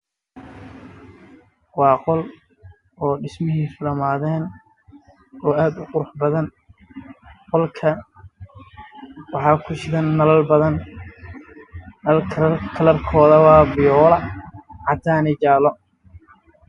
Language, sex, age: Somali, male, 18-24